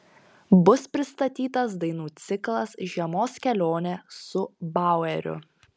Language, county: Lithuanian, Panevėžys